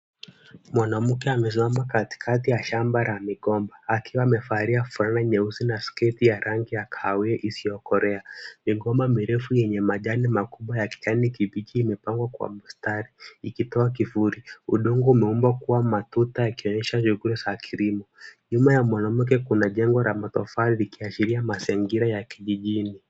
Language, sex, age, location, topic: Swahili, male, 18-24, Kisumu, agriculture